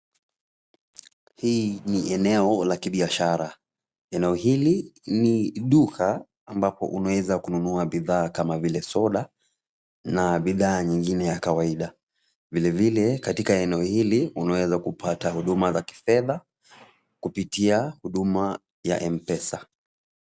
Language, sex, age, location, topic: Swahili, male, 25-35, Kisumu, finance